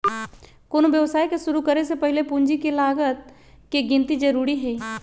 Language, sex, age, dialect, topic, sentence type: Magahi, female, 56-60, Western, banking, statement